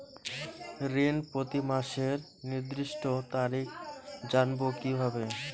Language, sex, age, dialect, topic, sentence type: Bengali, male, 25-30, Rajbangshi, banking, question